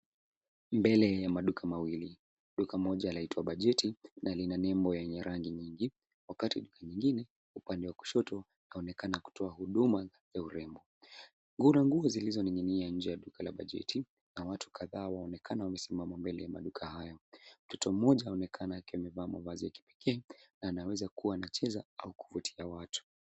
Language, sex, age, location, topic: Swahili, male, 18-24, Nairobi, finance